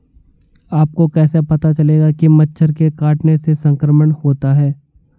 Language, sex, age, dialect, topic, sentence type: Hindi, male, 18-24, Hindustani Malvi Khadi Boli, agriculture, question